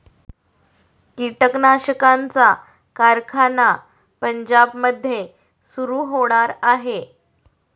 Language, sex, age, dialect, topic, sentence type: Marathi, female, 36-40, Standard Marathi, agriculture, statement